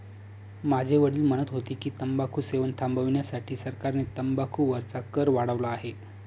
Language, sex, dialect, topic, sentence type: Marathi, male, Northern Konkan, agriculture, statement